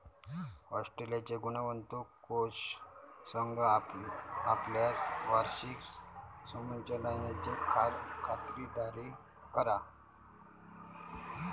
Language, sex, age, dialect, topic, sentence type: Marathi, male, 31-35, Southern Konkan, banking, statement